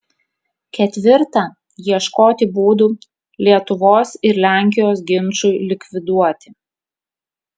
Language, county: Lithuanian, Kaunas